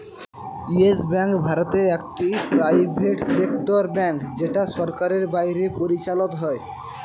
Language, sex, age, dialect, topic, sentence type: Bengali, male, 18-24, Northern/Varendri, banking, statement